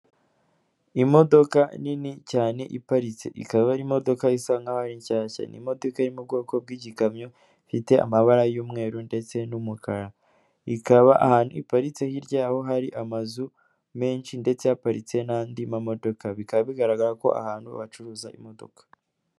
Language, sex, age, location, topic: Kinyarwanda, female, 18-24, Kigali, finance